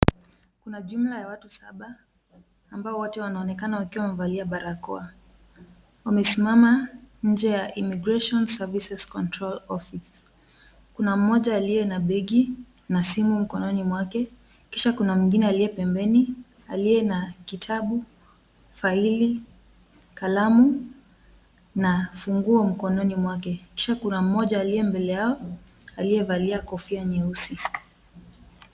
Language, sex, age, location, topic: Swahili, female, 25-35, Kisumu, government